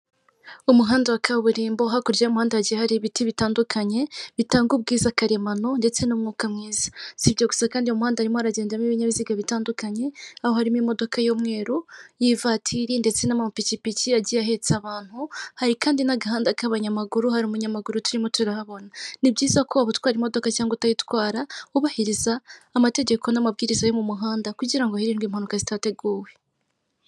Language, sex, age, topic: Kinyarwanda, female, 36-49, government